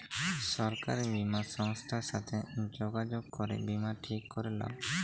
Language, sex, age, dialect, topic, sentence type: Bengali, male, 18-24, Jharkhandi, banking, statement